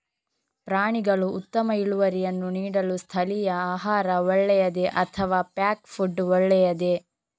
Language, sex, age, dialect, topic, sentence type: Kannada, female, 25-30, Coastal/Dakshin, agriculture, question